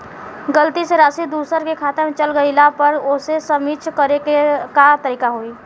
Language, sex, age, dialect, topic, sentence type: Bhojpuri, female, 18-24, Southern / Standard, banking, question